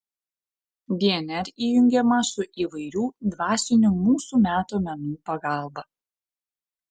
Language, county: Lithuanian, Panevėžys